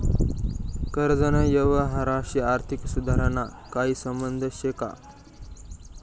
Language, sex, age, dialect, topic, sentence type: Marathi, male, 18-24, Northern Konkan, banking, statement